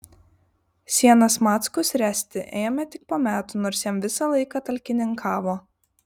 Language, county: Lithuanian, Vilnius